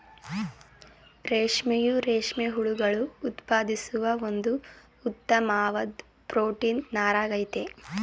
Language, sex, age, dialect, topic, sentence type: Kannada, female, 18-24, Mysore Kannada, agriculture, statement